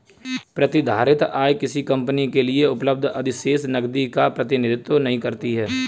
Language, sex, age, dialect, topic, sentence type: Hindi, male, 25-30, Kanauji Braj Bhasha, banking, statement